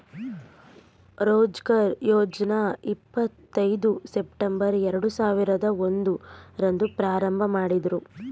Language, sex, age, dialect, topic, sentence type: Kannada, female, 25-30, Mysore Kannada, banking, statement